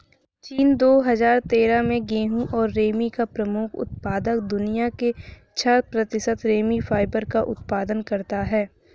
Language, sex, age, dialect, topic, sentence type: Hindi, female, 25-30, Hindustani Malvi Khadi Boli, agriculture, statement